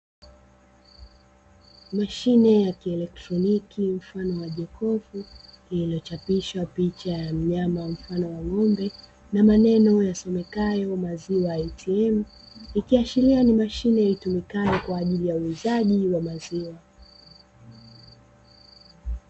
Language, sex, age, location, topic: Swahili, female, 25-35, Dar es Salaam, finance